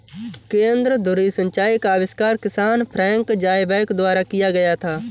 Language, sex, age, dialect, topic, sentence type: Hindi, male, 18-24, Awadhi Bundeli, agriculture, statement